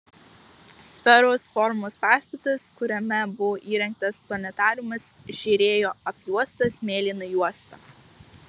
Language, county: Lithuanian, Marijampolė